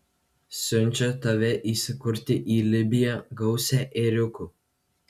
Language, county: Lithuanian, Kaunas